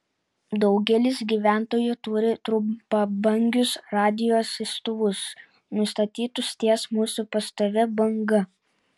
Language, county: Lithuanian, Utena